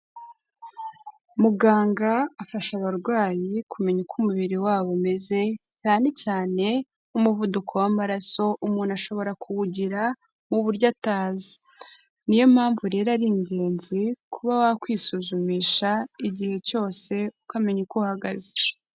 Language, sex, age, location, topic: Kinyarwanda, female, 18-24, Kigali, health